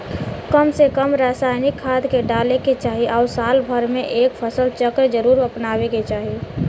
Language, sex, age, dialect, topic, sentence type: Bhojpuri, female, 18-24, Western, agriculture, statement